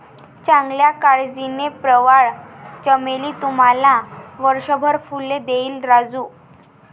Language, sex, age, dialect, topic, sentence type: Marathi, female, 18-24, Varhadi, agriculture, statement